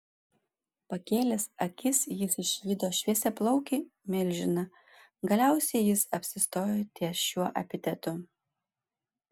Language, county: Lithuanian, Panevėžys